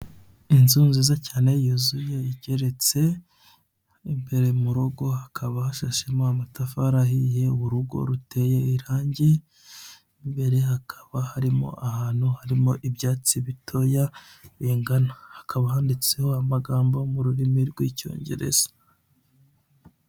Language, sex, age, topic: Kinyarwanda, male, 25-35, finance